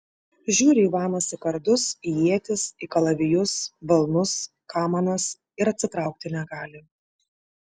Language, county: Lithuanian, Šiauliai